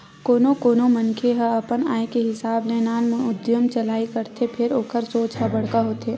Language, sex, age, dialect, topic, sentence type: Chhattisgarhi, female, 18-24, Western/Budati/Khatahi, banking, statement